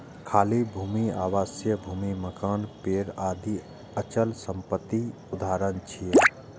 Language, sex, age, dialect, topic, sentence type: Maithili, male, 25-30, Eastern / Thethi, banking, statement